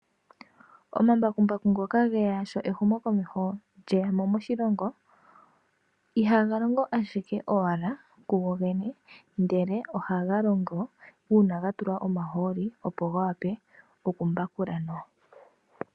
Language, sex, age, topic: Oshiwambo, female, 25-35, agriculture